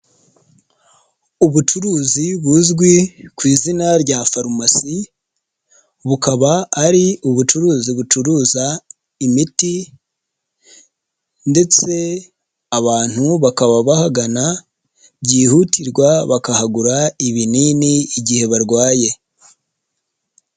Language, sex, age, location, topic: Kinyarwanda, male, 25-35, Nyagatare, health